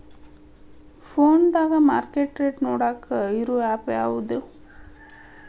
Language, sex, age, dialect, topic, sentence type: Kannada, female, 31-35, Dharwad Kannada, agriculture, question